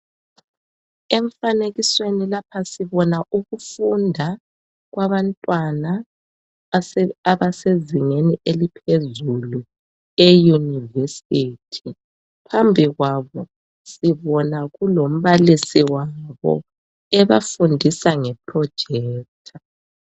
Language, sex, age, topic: North Ndebele, male, 36-49, education